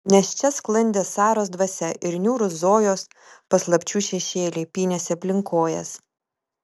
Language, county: Lithuanian, Vilnius